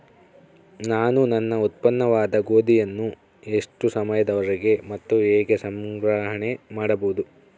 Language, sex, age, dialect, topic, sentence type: Kannada, female, 36-40, Central, agriculture, question